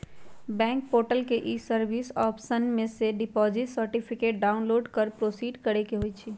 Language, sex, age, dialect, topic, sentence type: Magahi, female, 31-35, Western, banking, statement